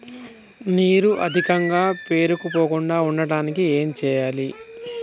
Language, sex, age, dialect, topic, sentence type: Telugu, male, 31-35, Telangana, agriculture, question